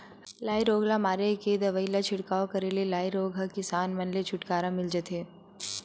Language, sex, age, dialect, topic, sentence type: Chhattisgarhi, female, 18-24, Western/Budati/Khatahi, agriculture, statement